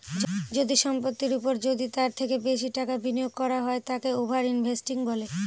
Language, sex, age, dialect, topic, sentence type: Bengali, female, 25-30, Northern/Varendri, banking, statement